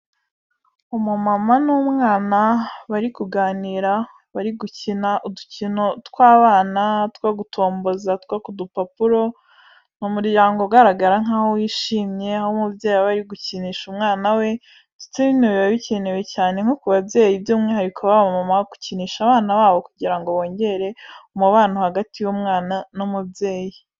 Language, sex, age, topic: Kinyarwanda, female, 18-24, health